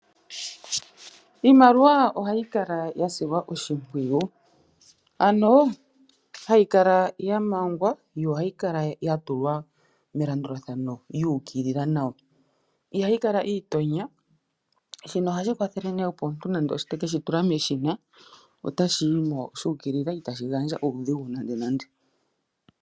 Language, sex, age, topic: Oshiwambo, female, 25-35, finance